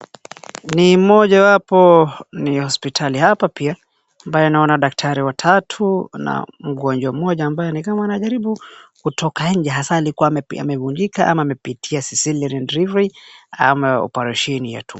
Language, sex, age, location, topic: Swahili, male, 18-24, Wajir, health